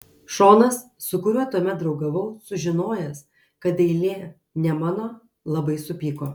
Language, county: Lithuanian, Kaunas